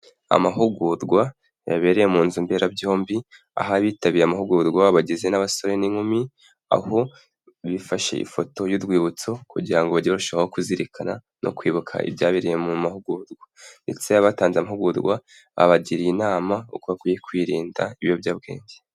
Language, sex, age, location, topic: Kinyarwanda, male, 18-24, Kigali, health